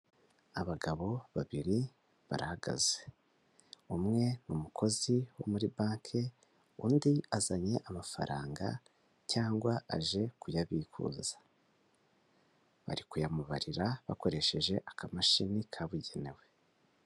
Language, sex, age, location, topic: Kinyarwanda, male, 18-24, Kigali, finance